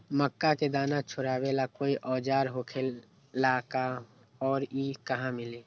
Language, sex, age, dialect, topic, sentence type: Magahi, male, 18-24, Western, agriculture, question